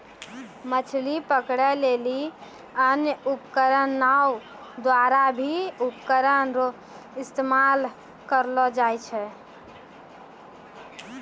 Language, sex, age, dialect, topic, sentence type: Maithili, female, 18-24, Angika, agriculture, statement